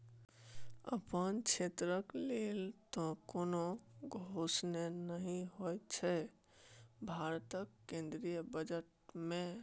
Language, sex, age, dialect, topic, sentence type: Maithili, male, 18-24, Bajjika, banking, statement